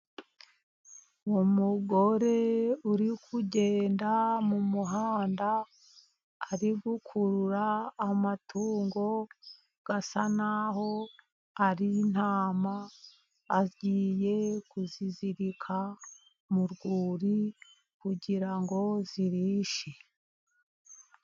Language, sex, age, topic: Kinyarwanda, female, 50+, agriculture